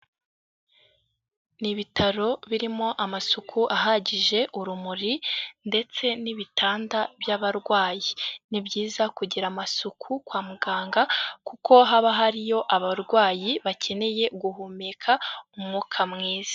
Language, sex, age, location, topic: Kinyarwanda, female, 18-24, Huye, health